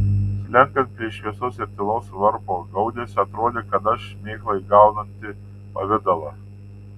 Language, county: Lithuanian, Tauragė